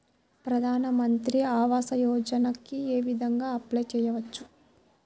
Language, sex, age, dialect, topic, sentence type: Telugu, male, 60-100, Central/Coastal, banking, question